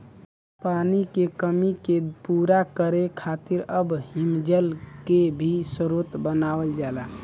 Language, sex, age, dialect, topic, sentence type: Bhojpuri, male, 25-30, Western, agriculture, statement